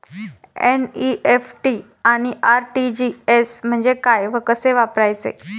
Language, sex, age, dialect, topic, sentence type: Marathi, female, 25-30, Standard Marathi, banking, question